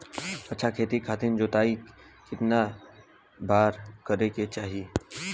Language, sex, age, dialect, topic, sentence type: Bhojpuri, male, 18-24, Western, agriculture, question